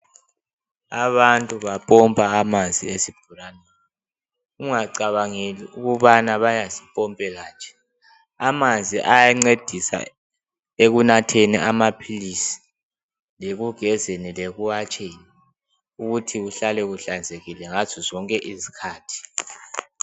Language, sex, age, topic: North Ndebele, male, 18-24, health